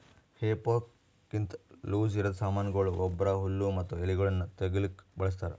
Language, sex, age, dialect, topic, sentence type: Kannada, male, 56-60, Northeastern, agriculture, statement